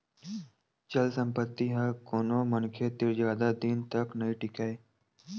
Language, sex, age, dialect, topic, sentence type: Chhattisgarhi, male, 18-24, Western/Budati/Khatahi, banking, statement